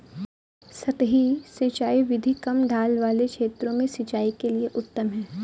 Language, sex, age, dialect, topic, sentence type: Hindi, female, 18-24, Awadhi Bundeli, agriculture, statement